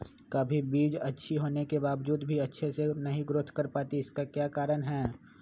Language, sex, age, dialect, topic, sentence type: Magahi, male, 25-30, Western, agriculture, question